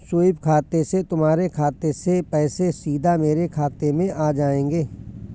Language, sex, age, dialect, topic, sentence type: Hindi, male, 41-45, Awadhi Bundeli, banking, statement